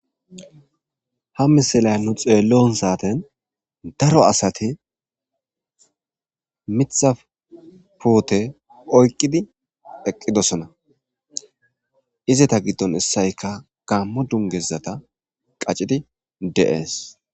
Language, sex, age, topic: Gamo, male, 25-35, agriculture